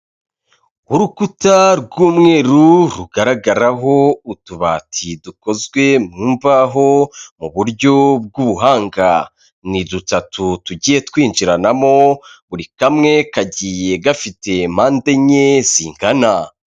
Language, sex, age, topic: Kinyarwanda, male, 25-35, finance